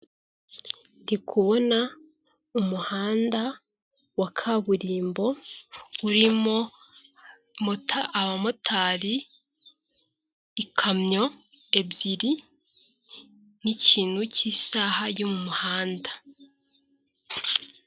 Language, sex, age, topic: Kinyarwanda, female, 25-35, government